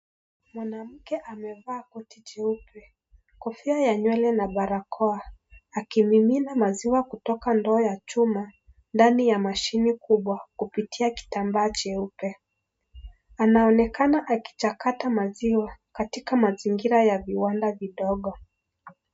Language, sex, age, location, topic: Swahili, male, 25-35, Kisii, agriculture